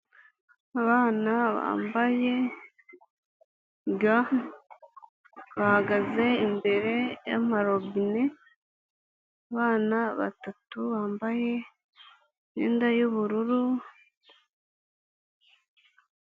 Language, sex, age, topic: Kinyarwanda, female, 18-24, health